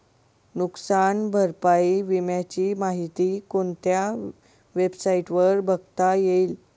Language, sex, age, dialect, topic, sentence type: Marathi, male, 18-24, Northern Konkan, banking, question